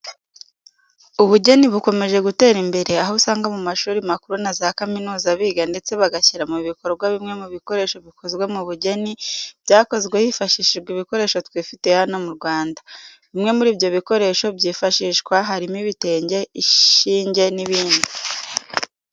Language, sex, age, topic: Kinyarwanda, female, 18-24, education